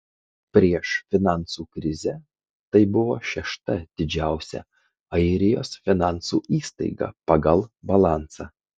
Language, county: Lithuanian, Kaunas